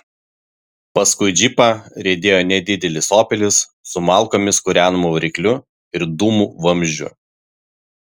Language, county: Lithuanian, Vilnius